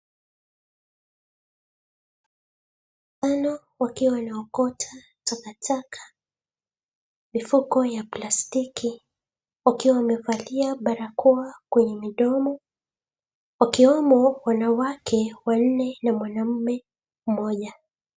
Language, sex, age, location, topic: Swahili, female, 25-35, Mombasa, health